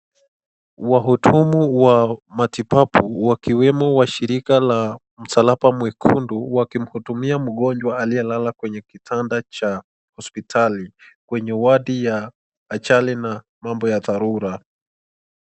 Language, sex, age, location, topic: Swahili, male, 25-35, Nakuru, health